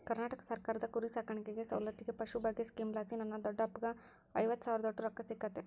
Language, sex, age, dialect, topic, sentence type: Kannada, male, 60-100, Central, agriculture, statement